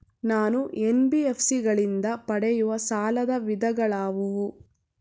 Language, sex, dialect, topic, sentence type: Kannada, female, Mysore Kannada, banking, question